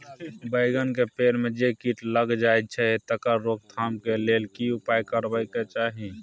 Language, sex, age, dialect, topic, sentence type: Maithili, male, 25-30, Bajjika, agriculture, question